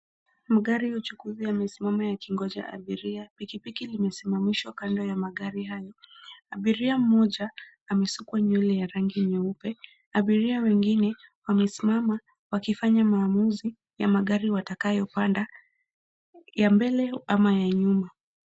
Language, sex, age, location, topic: Swahili, female, 25-35, Nairobi, government